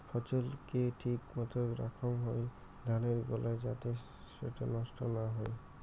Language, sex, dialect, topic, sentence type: Bengali, male, Rajbangshi, agriculture, statement